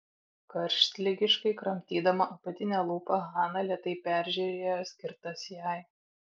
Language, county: Lithuanian, Vilnius